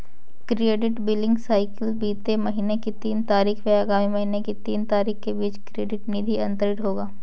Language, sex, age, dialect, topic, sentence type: Hindi, female, 18-24, Kanauji Braj Bhasha, banking, statement